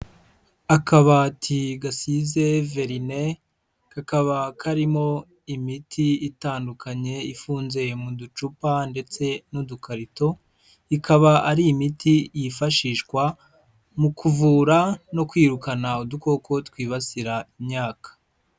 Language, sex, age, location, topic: Kinyarwanda, male, 25-35, Huye, agriculture